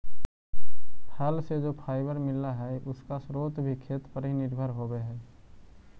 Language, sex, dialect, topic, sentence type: Magahi, male, Central/Standard, agriculture, statement